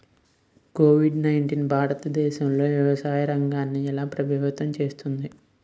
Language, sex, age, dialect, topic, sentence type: Telugu, male, 18-24, Utterandhra, agriculture, question